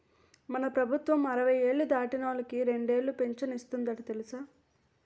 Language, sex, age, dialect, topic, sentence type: Telugu, female, 18-24, Utterandhra, banking, statement